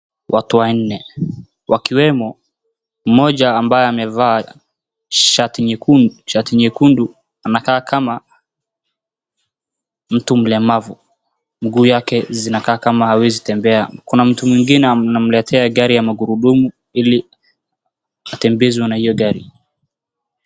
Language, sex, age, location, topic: Swahili, male, 18-24, Wajir, education